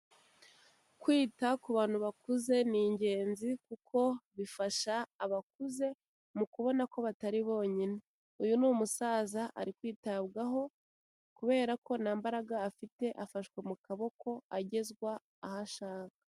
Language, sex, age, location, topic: Kinyarwanda, female, 18-24, Kigali, health